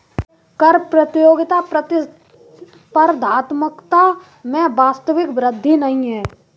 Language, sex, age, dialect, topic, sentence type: Hindi, male, 18-24, Kanauji Braj Bhasha, banking, statement